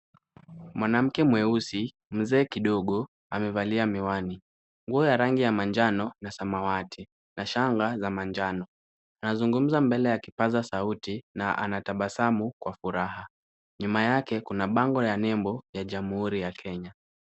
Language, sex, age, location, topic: Swahili, male, 36-49, Kisumu, government